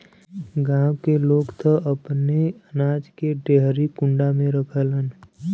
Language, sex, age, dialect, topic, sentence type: Bhojpuri, male, 25-30, Western, agriculture, statement